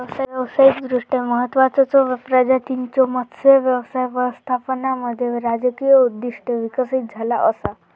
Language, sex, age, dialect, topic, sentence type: Marathi, female, 36-40, Southern Konkan, agriculture, statement